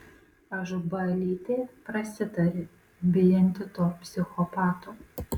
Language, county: Lithuanian, Marijampolė